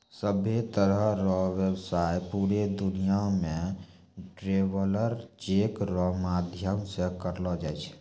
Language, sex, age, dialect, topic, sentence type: Maithili, male, 18-24, Angika, banking, statement